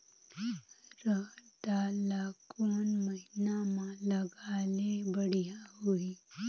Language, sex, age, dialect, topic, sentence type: Chhattisgarhi, female, 25-30, Northern/Bhandar, agriculture, question